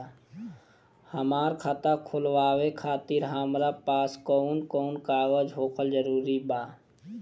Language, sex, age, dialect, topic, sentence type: Bhojpuri, male, 18-24, Southern / Standard, banking, question